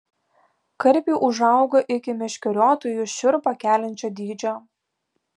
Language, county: Lithuanian, Alytus